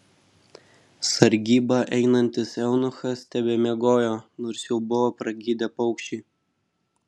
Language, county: Lithuanian, Vilnius